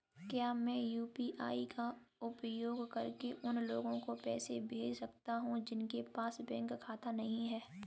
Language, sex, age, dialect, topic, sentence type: Hindi, female, 18-24, Kanauji Braj Bhasha, banking, question